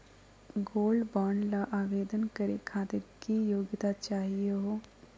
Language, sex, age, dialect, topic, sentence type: Magahi, female, 18-24, Southern, banking, question